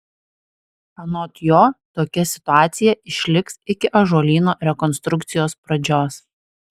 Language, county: Lithuanian, Alytus